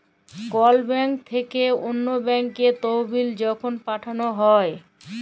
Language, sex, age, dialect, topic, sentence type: Bengali, female, <18, Jharkhandi, banking, statement